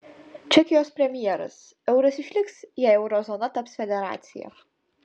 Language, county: Lithuanian, Utena